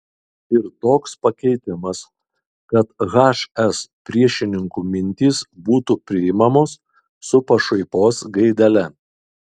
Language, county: Lithuanian, Kaunas